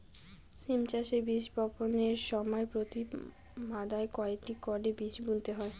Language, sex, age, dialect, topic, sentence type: Bengali, female, 18-24, Rajbangshi, agriculture, question